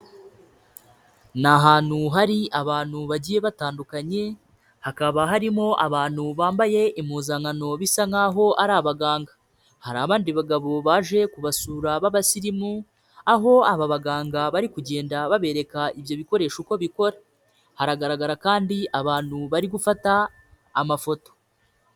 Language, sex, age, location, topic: Kinyarwanda, male, 25-35, Kigali, health